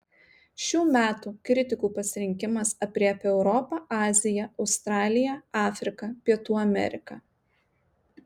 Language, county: Lithuanian, Marijampolė